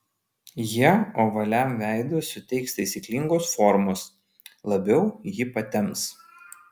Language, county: Lithuanian, Vilnius